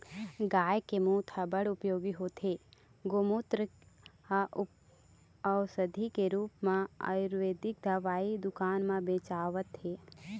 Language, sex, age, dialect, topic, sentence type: Chhattisgarhi, female, 25-30, Eastern, agriculture, statement